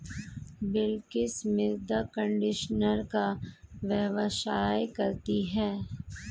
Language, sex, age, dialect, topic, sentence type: Hindi, female, 41-45, Hindustani Malvi Khadi Boli, agriculture, statement